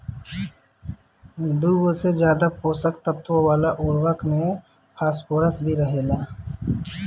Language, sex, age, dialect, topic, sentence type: Bhojpuri, male, 25-30, Southern / Standard, agriculture, statement